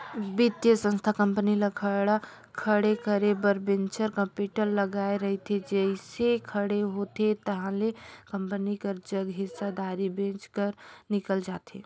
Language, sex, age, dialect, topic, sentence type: Chhattisgarhi, female, 18-24, Northern/Bhandar, banking, statement